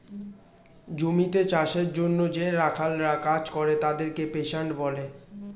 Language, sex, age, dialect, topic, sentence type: Bengali, male, 18-24, Standard Colloquial, agriculture, statement